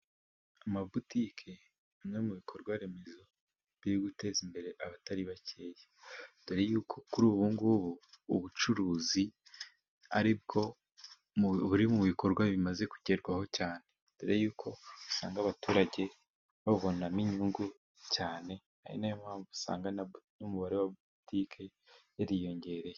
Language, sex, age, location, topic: Kinyarwanda, male, 18-24, Musanze, finance